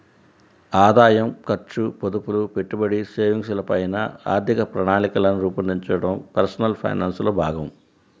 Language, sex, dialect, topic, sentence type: Telugu, female, Central/Coastal, banking, statement